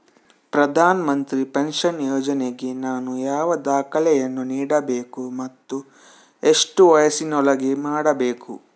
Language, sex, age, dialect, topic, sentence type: Kannada, male, 18-24, Coastal/Dakshin, banking, question